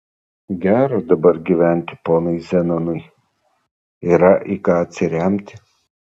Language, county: Lithuanian, Vilnius